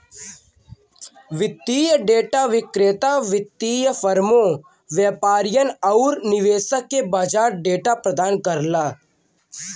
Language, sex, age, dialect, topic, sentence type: Bhojpuri, male, <18, Western, banking, statement